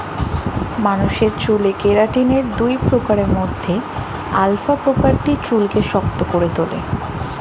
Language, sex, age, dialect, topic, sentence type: Bengali, female, 18-24, Standard Colloquial, agriculture, statement